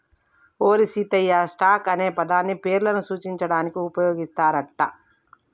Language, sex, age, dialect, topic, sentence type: Telugu, female, 25-30, Telangana, banking, statement